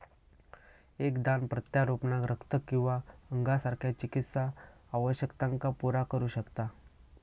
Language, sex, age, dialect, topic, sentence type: Marathi, male, 18-24, Southern Konkan, banking, statement